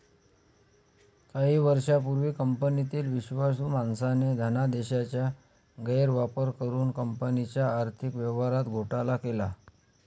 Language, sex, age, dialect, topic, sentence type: Marathi, male, 25-30, Standard Marathi, banking, statement